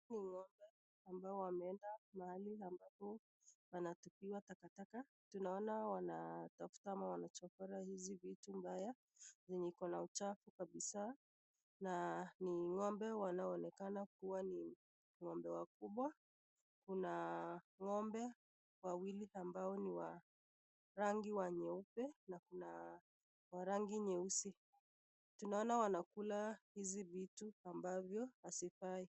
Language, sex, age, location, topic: Swahili, female, 25-35, Nakuru, agriculture